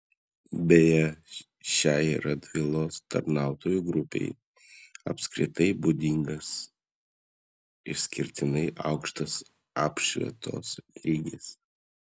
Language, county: Lithuanian, Klaipėda